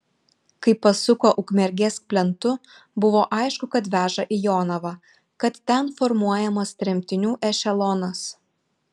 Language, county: Lithuanian, Šiauliai